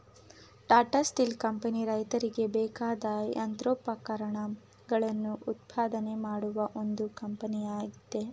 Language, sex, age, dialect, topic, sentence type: Kannada, female, 25-30, Mysore Kannada, agriculture, statement